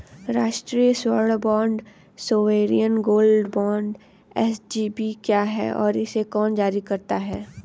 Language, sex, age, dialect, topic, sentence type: Hindi, female, 31-35, Hindustani Malvi Khadi Boli, banking, question